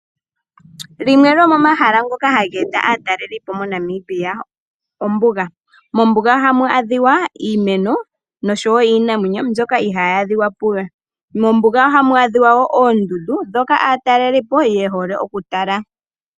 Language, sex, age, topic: Oshiwambo, female, 18-24, agriculture